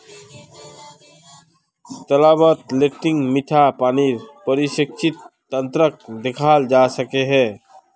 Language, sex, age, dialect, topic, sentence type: Magahi, male, 36-40, Northeastern/Surjapuri, agriculture, statement